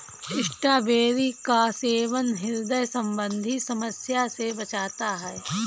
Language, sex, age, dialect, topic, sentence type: Hindi, female, 25-30, Kanauji Braj Bhasha, agriculture, statement